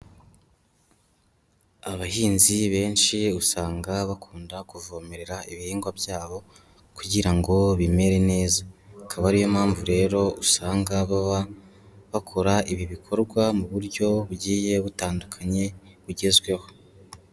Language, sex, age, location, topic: Kinyarwanda, male, 18-24, Kigali, agriculture